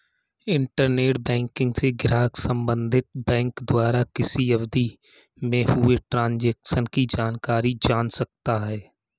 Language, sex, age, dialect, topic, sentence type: Hindi, male, 36-40, Marwari Dhudhari, banking, statement